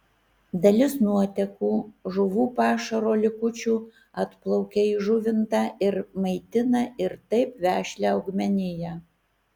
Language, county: Lithuanian, Kaunas